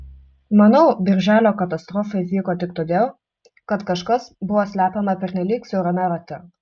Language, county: Lithuanian, Utena